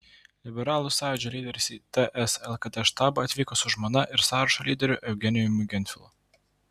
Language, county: Lithuanian, Vilnius